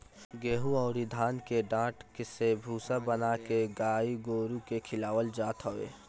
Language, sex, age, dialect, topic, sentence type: Bhojpuri, male, 18-24, Northern, agriculture, statement